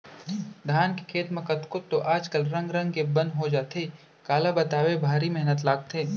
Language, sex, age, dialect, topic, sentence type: Chhattisgarhi, male, 25-30, Central, agriculture, statement